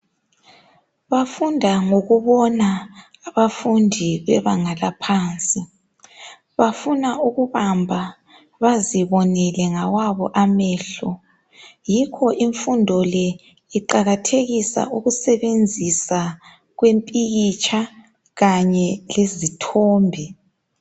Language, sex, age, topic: North Ndebele, female, 18-24, education